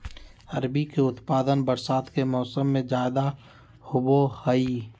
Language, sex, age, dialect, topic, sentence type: Magahi, male, 18-24, Western, agriculture, statement